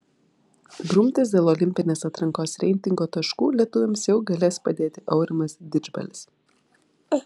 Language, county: Lithuanian, Vilnius